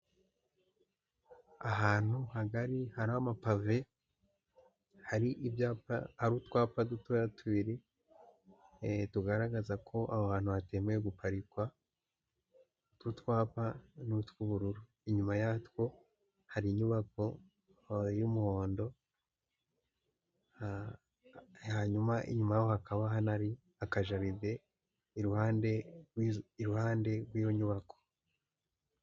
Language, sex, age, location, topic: Kinyarwanda, male, 18-24, Huye, education